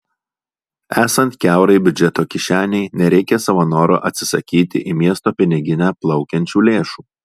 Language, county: Lithuanian, Alytus